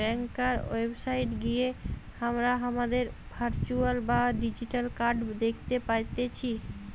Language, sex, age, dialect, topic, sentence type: Bengali, female, 31-35, Western, banking, statement